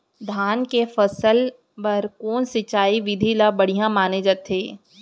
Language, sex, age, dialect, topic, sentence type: Chhattisgarhi, female, 18-24, Central, agriculture, question